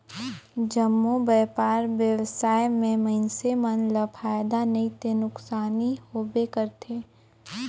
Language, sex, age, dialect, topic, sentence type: Chhattisgarhi, female, 18-24, Northern/Bhandar, banking, statement